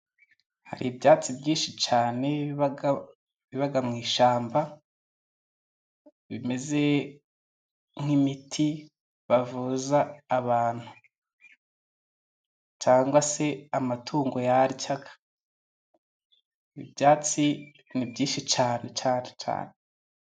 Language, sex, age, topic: Kinyarwanda, male, 25-35, health